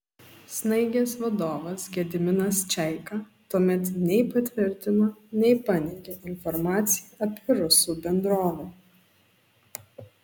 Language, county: Lithuanian, Šiauliai